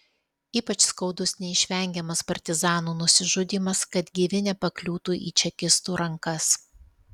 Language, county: Lithuanian, Alytus